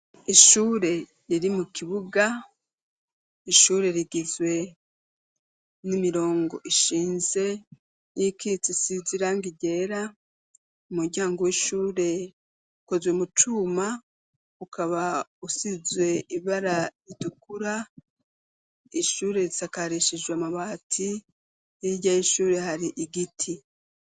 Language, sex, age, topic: Rundi, female, 36-49, education